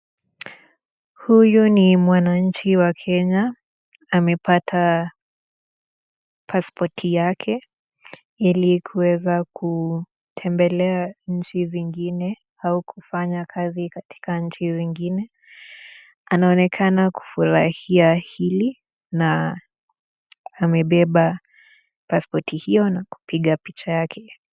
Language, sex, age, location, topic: Swahili, female, 18-24, Nakuru, government